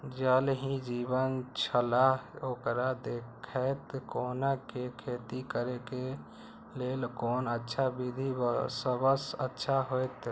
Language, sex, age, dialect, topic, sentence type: Maithili, male, 51-55, Eastern / Thethi, agriculture, question